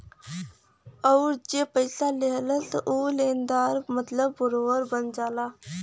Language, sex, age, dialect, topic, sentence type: Bhojpuri, female, <18, Western, banking, statement